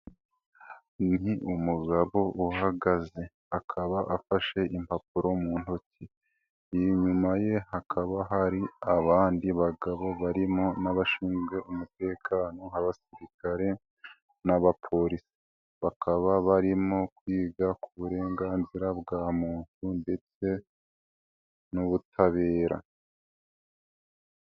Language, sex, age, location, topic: Kinyarwanda, male, 18-24, Nyagatare, government